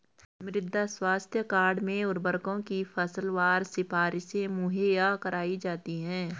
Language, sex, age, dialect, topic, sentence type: Hindi, female, 36-40, Garhwali, agriculture, statement